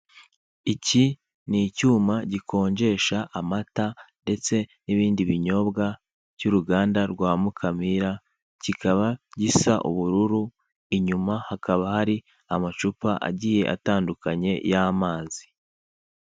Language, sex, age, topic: Kinyarwanda, male, 18-24, finance